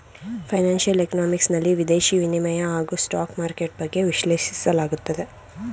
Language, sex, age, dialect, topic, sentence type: Kannada, female, 25-30, Mysore Kannada, banking, statement